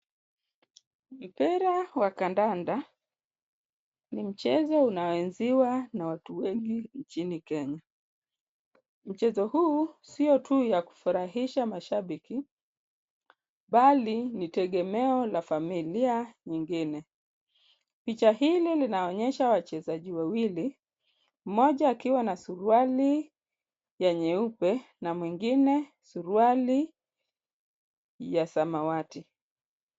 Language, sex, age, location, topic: Swahili, female, 25-35, Kisumu, government